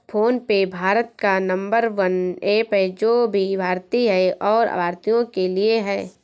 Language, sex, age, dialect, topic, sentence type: Hindi, female, 18-24, Awadhi Bundeli, banking, statement